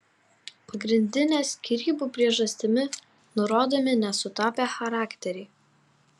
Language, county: Lithuanian, Vilnius